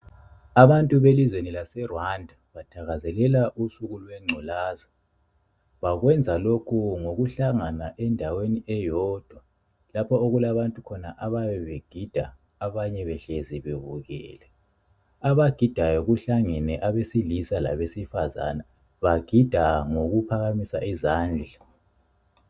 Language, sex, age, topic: North Ndebele, male, 25-35, health